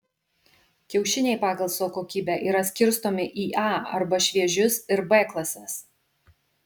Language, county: Lithuanian, Kaunas